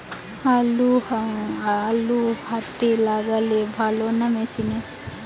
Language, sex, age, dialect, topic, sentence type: Bengali, female, 18-24, Western, agriculture, question